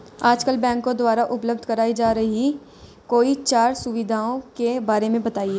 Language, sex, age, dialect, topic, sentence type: Hindi, female, 18-24, Hindustani Malvi Khadi Boli, banking, question